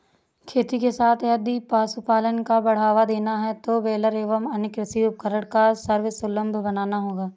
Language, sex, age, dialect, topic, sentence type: Hindi, female, 31-35, Awadhi Bundeli, agriculture, statement